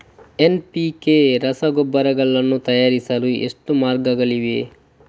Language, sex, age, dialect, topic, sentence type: Kannada, male, 18-24, Coastal/Dakshin, agriculture, question